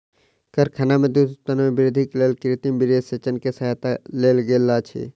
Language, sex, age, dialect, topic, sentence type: Maithili, male, 60-100, Southern/Standard, agriculture, statement